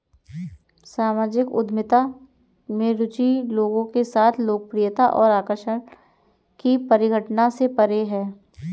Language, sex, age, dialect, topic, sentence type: Hindi, female, 18-24, Kanauji Braj Bhasha, banking, statement